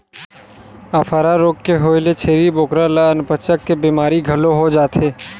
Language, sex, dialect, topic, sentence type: Chhattisgarhi, male, Western/Budati/Khatahi, agriculture, statement